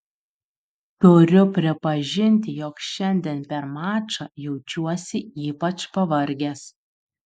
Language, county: Lithuanian, Utena